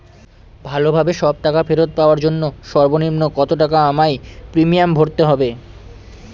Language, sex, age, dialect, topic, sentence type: Bengali, male, 18-24, Northern/Varendri, banking, question